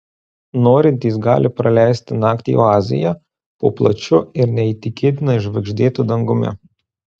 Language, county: Lithuanian, Marijampolė